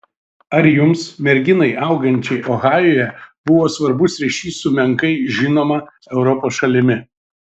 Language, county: Lithuanian, Šiauliai